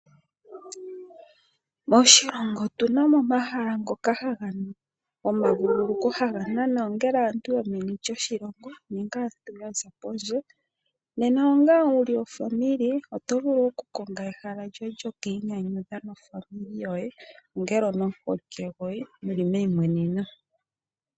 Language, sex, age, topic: Oshiwambo, female, 25-35, finance